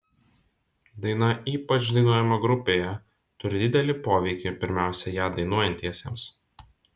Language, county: Lithuanian, Vilnius